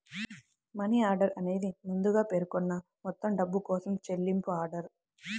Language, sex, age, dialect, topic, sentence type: Telugu, female, 18-24, Central/Coastal, banking, statement